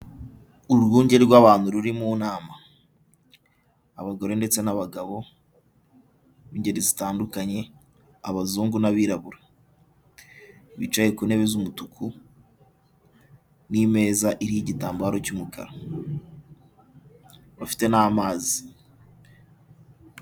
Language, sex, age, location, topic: Kinyarwanda, male, 18-24, Kigali, health